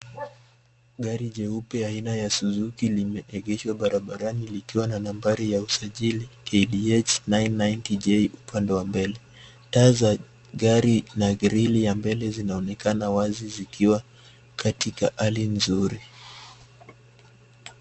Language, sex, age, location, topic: Swahili, male, 18-24, Nairobi, finance